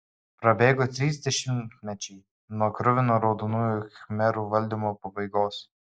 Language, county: Lithuanian, Kaunas